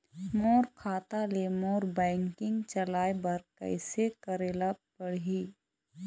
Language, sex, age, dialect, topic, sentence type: Chhattisgarhi, female, 25-30, Eastern, banking, question